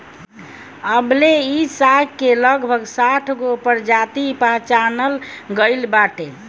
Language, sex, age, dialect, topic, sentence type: Bhojpuri, female, 18-24, Northern, agriculture, statement